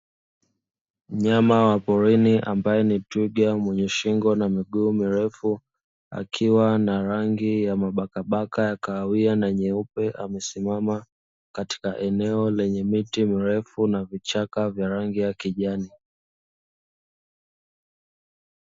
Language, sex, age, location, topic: Swahili, male, 25-35, Dar es Salaam, agriculture